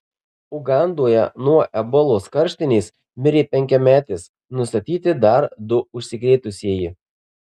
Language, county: Lithuanian, Marijampolė